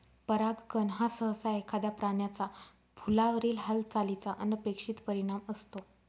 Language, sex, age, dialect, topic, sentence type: Marathi, female, 36-40, Northern Konkan, agriculture, statement